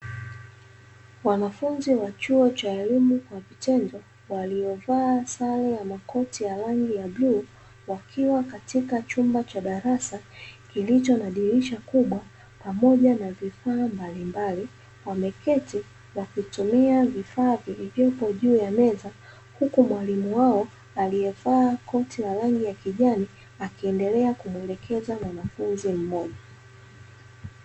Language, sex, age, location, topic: Swahili, female, 25-35, Dar es Salaam, education